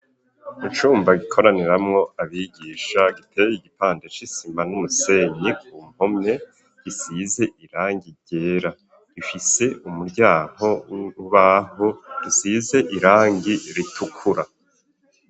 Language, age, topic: Rundi, 50+, education